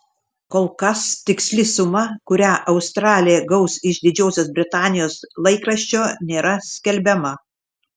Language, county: Lithuanian, Šiauliai